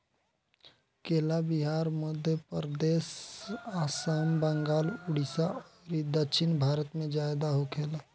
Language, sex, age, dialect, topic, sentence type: Bhojpuri, male, 18-24, Southern / Standard, agriculture, statement